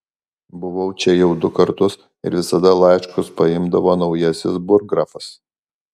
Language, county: Lithuanian, Alytus